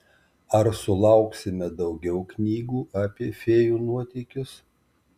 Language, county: Lithuanian, Kaunas